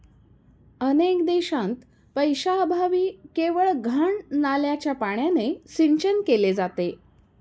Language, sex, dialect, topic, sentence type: Marathi, female, Standard Marathi, agriculture, statement